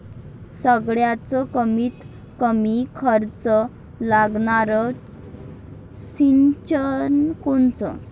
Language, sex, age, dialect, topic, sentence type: Marathi, female, 25-30, Varhadi, agriculture, question